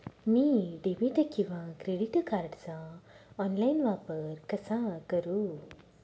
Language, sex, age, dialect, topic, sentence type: Marathi, female, 31-35, Northern Konkan, banking, question